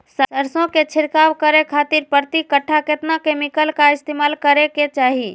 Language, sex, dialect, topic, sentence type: Magahi, female, Southern, agriculture, question